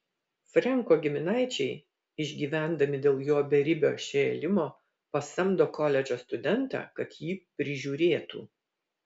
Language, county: Lithuanian, Vilnius